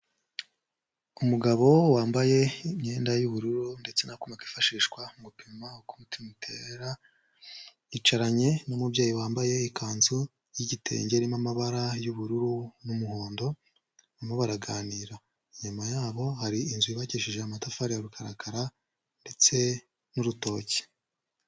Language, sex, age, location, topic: Kinyarwanda, male, 25-35, Huye, health